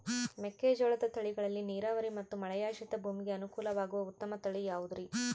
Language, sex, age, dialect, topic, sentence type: Kannada, female, 25-30, Central, agriculture, question